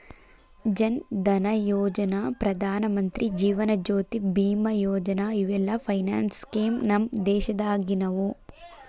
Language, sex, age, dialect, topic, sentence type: Kannada, female, 18-24, Dharwad Kannada, banking, statement